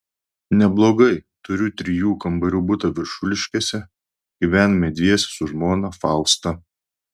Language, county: Lithuanian, Klaipėda